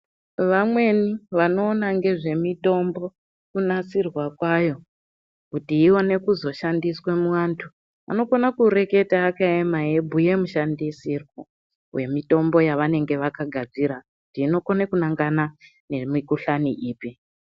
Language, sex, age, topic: Ndau, female, 18-24, health